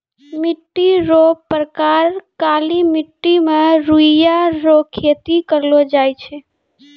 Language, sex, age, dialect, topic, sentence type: Maithili, female, 18-24, Angika, agriculture, statement